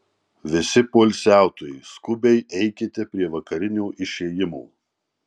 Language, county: Lithuanian, Marijampolė